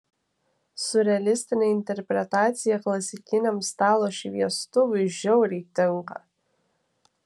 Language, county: Lithuanian, Kaunas